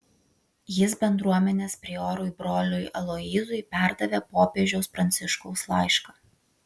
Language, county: Lithuanian, Vilnius